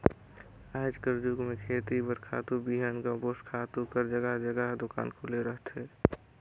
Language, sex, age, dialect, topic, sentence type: Chhattisgarhi, male, 18-24, Northern/Bhandar, agriculture, statement